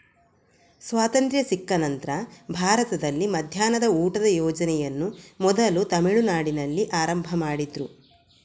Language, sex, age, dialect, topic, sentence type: Kannada, female, 25-30, Coastal/Dakshin, agriculture, statement